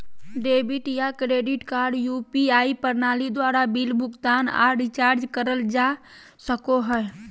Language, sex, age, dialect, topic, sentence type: Magahi, male, 25-30, Southern, banking, statement